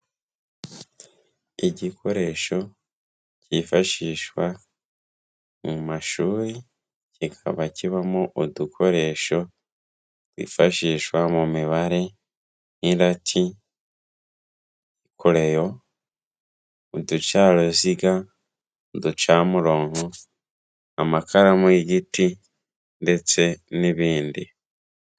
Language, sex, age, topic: Kinyarwanda, male, 18-24, education